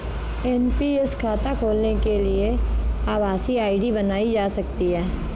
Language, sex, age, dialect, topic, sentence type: Hindi, female, 25-30, Marwari Dhudhari, banking, statement